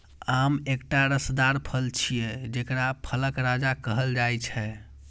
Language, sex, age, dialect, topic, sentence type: Maithili, female, 31-35, Eastern / Thethi, agriculture, statement